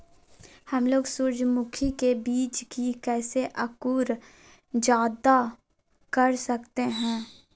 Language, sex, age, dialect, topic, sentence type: Magahi, female, 18-24, Southern, agriculture, question